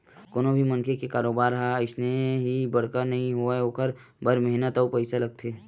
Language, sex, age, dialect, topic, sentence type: Chhattisgarhi, male, 60-100, Western/Budati/Khatahi, banking, statement